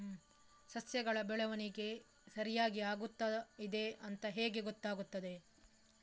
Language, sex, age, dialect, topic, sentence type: Kannada, female, 18-24, Coastal/Dakshin, agriculture, question